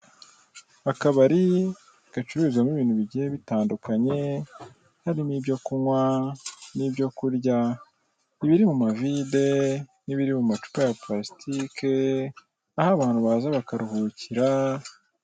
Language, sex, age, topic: Kinyarwanda, male, 18-24, finance